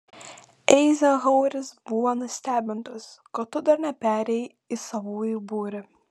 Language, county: Lithuanian, Panevėžys